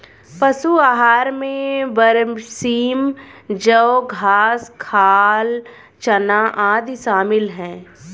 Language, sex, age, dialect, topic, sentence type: Hindi, female, 25-30, Hindustani Malvi Khadi Boli, agriculture, statement